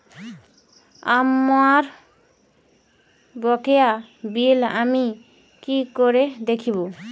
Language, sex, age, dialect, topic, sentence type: Bengali, female, 25-30, Rajbangshi, banking, question